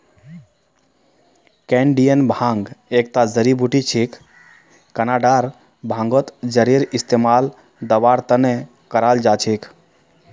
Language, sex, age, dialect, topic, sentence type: Magahi, male, 31-35, Northeastern/Surjapuri, agriculture, statement